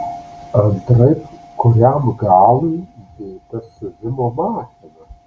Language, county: Lithuanian, Alytus